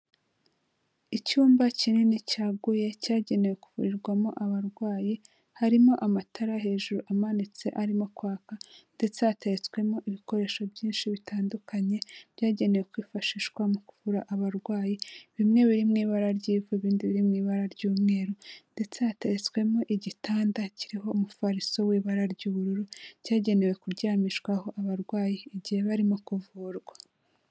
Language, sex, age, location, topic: Kinyarwanda, female, 25-35, Kigali, health